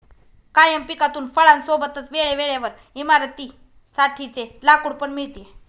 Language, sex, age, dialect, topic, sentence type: Marathi, female, 25-30, Northern Konkan, agriculture, statement